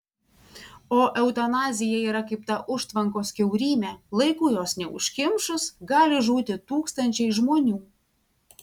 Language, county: Lithuanian, Vilnius